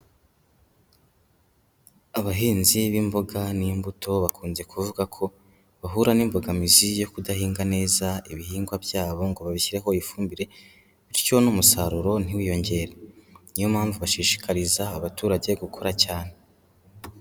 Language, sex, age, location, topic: Kinyarwanda, male, 18-24, Kigali, agriculture